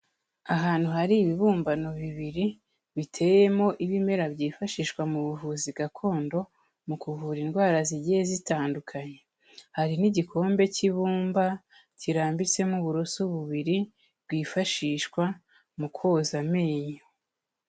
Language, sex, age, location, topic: Kinyarwanda, female, 25-35, Kigali, health